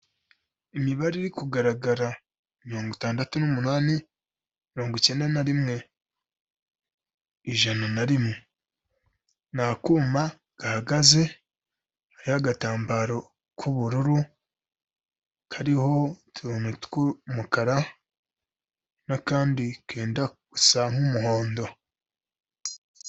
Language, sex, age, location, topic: Kinyarwanda, female, 25-35, Kigali, health